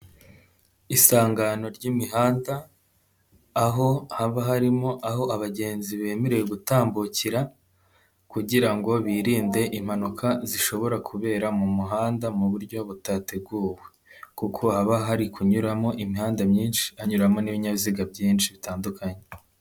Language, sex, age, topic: Kinyarwanda, male, 18-24, government